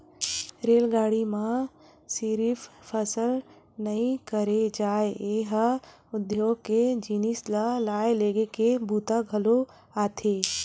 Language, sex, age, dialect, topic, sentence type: Chhattisgarhi, female, 18-24, Western/Budati/Khatahi, banking, statement